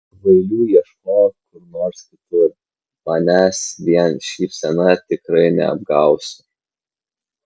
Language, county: Lithuanian, Kaunas